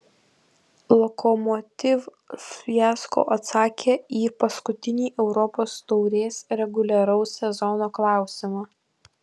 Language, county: Lithuanian, Kaunas